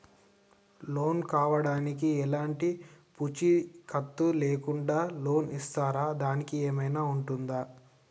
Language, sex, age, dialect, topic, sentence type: Telugu, male, 18-24, Telangana, banking, question